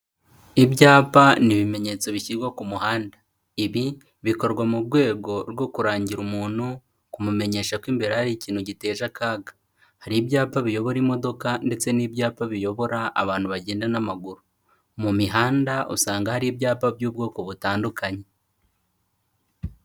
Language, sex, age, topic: Kinyarwanda, male, 18-24, government